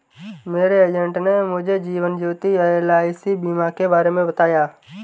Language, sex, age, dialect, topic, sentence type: Hindi, male, 18-24, Marwari Dhudhari, banking, statement